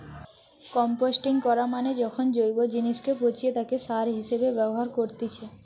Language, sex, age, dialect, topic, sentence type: Bengali, female, 18-24, Western, agriculture, statement